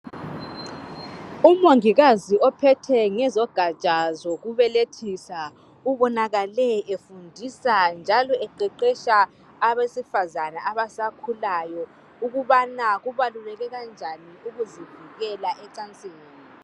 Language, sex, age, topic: North Ndebele, male, 50+, health